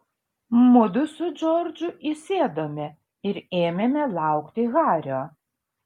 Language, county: Lithuanian, Šiauliai